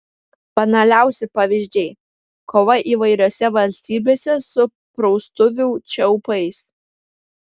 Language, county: Lithuanian, Vilnius